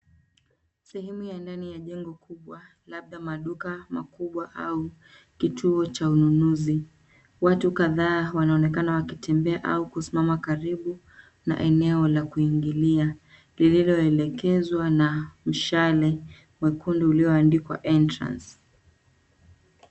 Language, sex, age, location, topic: Swahili, female, 25-35, Nairobi, finance